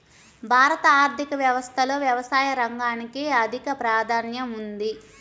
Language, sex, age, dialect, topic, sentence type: Telugu, female, 31-35, Central/Coastal, agriculture, statement